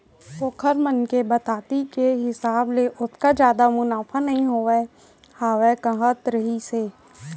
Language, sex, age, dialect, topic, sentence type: Chhattisgarhi, female, 18-24, Central, agriculture, statement